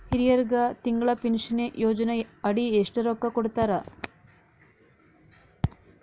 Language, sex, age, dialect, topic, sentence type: Kannada, female, 18-24, Northeastern, banking, question